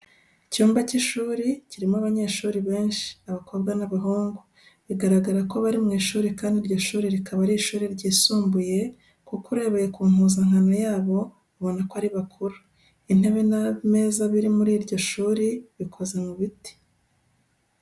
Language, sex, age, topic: Kinyarwanda, female, 36-49, education